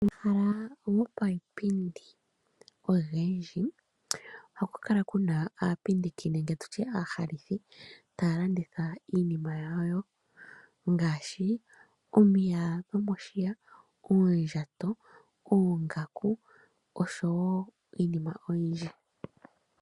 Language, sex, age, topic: Oshiwambo, female, 25-35, finance